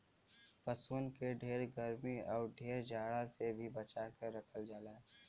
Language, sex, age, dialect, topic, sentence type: Bhojpuri, male, 18-24, Western, agriculture, statement